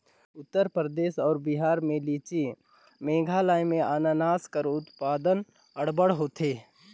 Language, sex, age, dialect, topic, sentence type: Chhattisgarhi, male, 51-55, Northern/Bhandar, agriculture, statement